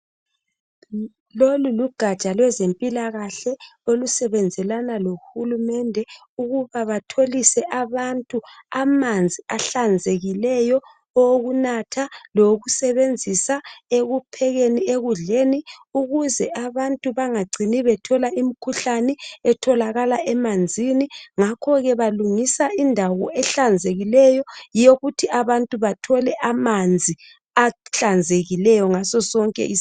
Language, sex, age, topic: North Ndebele, female, 36-49, health